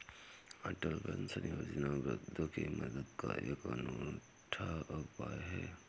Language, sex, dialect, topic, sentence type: Hindi, male, Kanauji Braj Bhasha, banking, statement